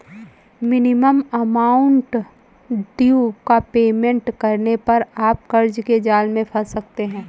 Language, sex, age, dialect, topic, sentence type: Hindi, female, 25-30, Awadhi Bundeli, banking, statement